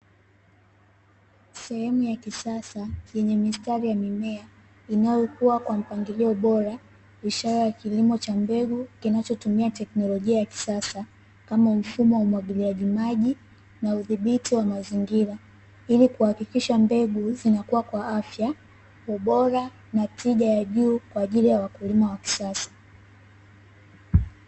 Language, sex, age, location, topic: Swahili, female, 18-24, Dar es Salaam, agriculture